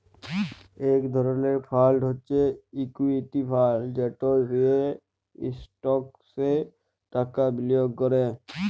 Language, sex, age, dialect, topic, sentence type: Bengali, male, 31-35, Jharkhandi, banking, statement